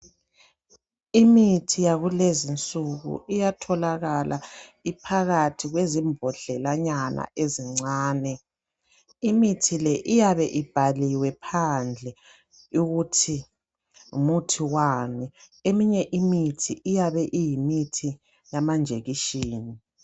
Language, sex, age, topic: North Ndebele, male, 50+, health